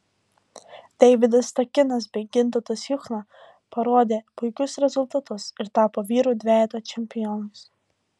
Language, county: Lithuanian, Alytus